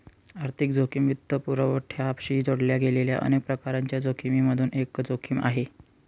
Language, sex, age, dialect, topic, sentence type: Marathi, male, 18-24, Northern Konkan, banking, statement